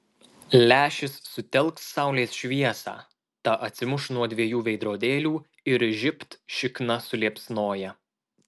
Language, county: Lithuanian, Marijampolė